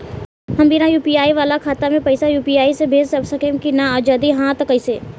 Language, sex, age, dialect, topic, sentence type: Bhojpuri, female, 18-24, Southern / Standard, banking, question